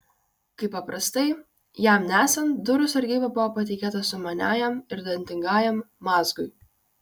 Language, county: Lithuanian, Kaunas